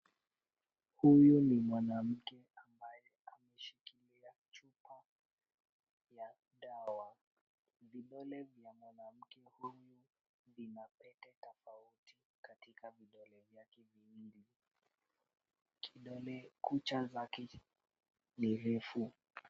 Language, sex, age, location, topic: Swahili, female, 36-49, Kisumu, health